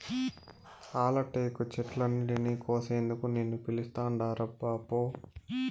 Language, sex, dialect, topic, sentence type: Telugu, male, Southern, agriculture, statement